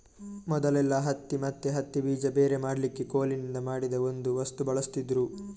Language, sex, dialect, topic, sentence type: Kannada, male, Coastal/Dakshin, agriculture, statement